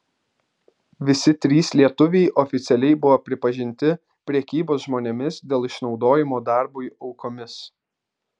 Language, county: Lithuanian, Vilnius